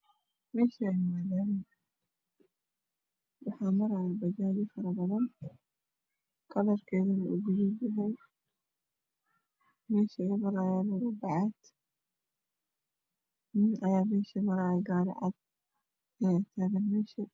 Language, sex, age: Somali, female, 25-35